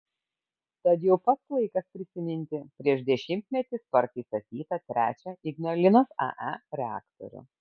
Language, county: Lithuanian, Kaunas